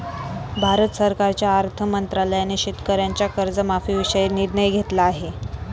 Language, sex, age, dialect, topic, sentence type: Marathi, female, 18-24, Standard Marathi, banking, statement